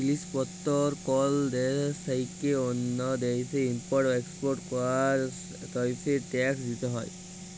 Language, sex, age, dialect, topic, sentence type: Bengali, male, 18-24, Jharkhandi, banking, statement